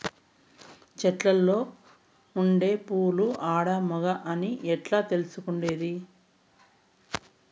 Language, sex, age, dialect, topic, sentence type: Telugu, female, 51-55, Southern, agriculture, question